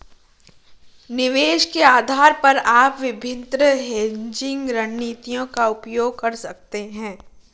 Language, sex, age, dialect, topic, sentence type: Hindi, female, 18-24, Marwari Dhudhari, banking, statement